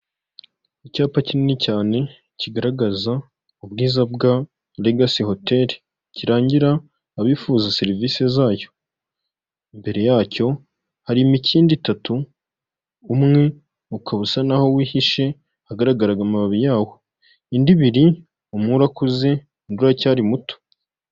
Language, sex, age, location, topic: Kinyarwanda, male, 18-24, Huye, government